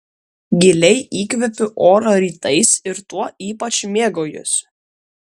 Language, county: Lithuanian, Kaunas